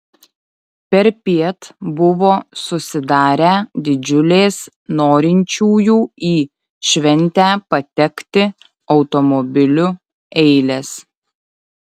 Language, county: Lithuanian, Utena